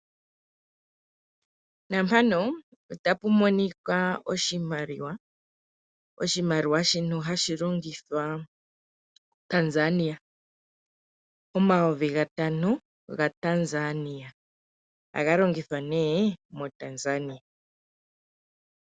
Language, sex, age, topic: Oshiwambo, female, 25-35, finance